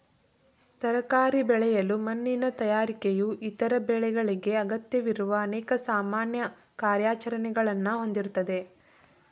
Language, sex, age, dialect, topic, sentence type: Kannada, female, 18-24, Mysore Kannada, agriculture, statement